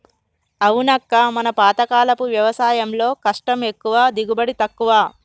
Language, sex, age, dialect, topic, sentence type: Telugu, female, 31-35, Telangana, agriculture, statement